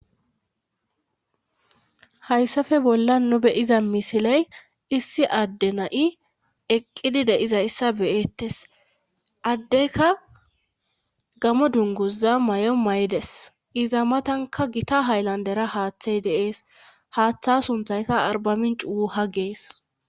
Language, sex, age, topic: Gamo, female, 25-35, government